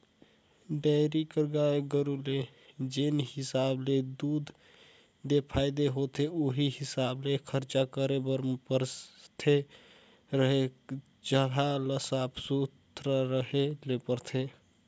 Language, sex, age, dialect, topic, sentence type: Chhattisgarhi, male, 18-24, Northern/Bhandar, agriculture, statement